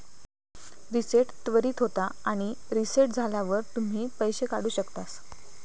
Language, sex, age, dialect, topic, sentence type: Marathi, female, 18-24, Southern Konkan, banking, statement